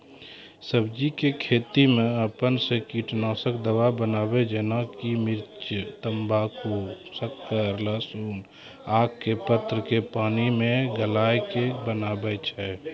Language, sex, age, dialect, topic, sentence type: Maithili, male, 36-40, Angika, agriculture, question